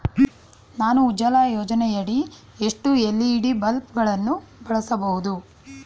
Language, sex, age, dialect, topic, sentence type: Kannada, female, 41-45, Mysore Kannada, banking, question